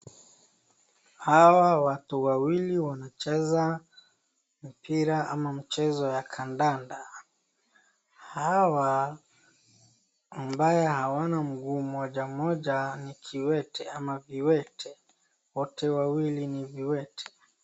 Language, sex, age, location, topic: Swahili, male, 18-24, Wajir, education